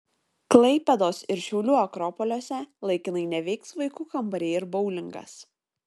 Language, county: Lithuanian, Šiauliai